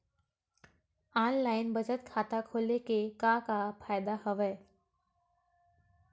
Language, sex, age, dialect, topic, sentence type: Chhattisgarhi, female, 18-24, Western/Budati/Khatahi, banking, question